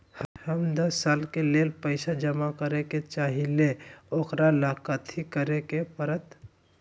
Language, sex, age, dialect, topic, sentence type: Magahi, male, 60-100, Western, banking, question